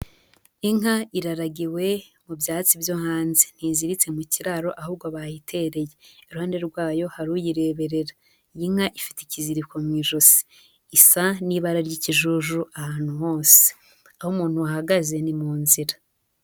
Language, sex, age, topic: Kinyarwanda, female, 18-24, agriculture